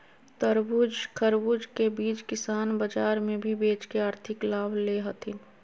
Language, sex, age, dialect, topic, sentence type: Magahi, female, 25-30, Southern, agriculture, statement